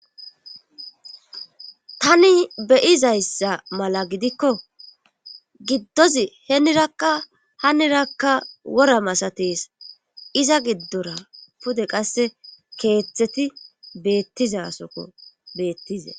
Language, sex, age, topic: Gamo, female, 25-35, government